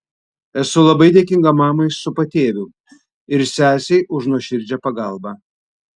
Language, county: Lithuanian, Vilnius